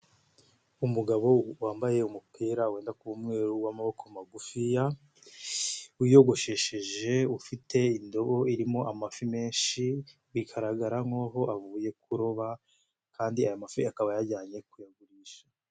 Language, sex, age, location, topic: Kinyarwanda, male, 18-24, Nyagatare, agriculture